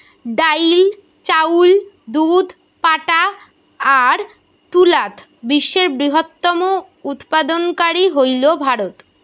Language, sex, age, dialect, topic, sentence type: Bengali, female, 18-24, Rajbangshi, agriculture, statement